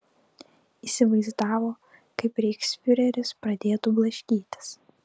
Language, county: Lithuanian, Klaipėda